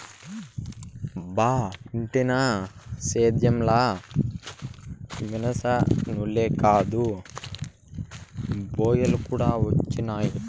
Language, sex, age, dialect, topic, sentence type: Telugu, male, 56-60, Southern, agriculture, statement